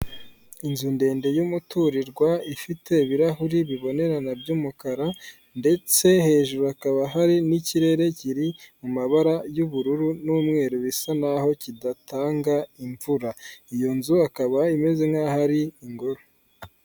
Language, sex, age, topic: Kinyarwanda, male, 25-35, finance